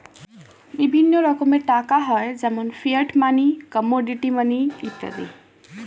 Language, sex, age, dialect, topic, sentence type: Bengali, female, 18-24, Standard Colloquial, banking, statement